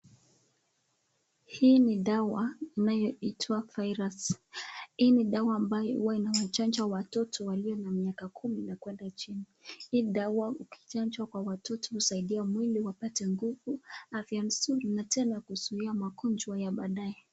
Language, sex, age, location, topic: Swahili, female, 18-24, Nakuru, health